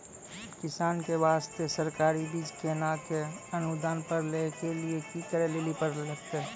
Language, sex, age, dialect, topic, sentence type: Maithili, male, 56-60, Angika, agriculture, question